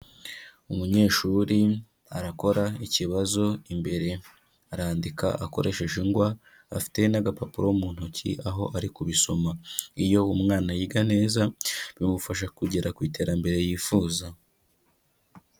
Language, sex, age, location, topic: Kinyarwanda, female, 25-35, Kigali, education